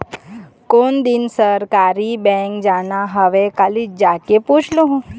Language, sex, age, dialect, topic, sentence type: Chhattisgarhi, female, 18-24, Eastern, banking, statement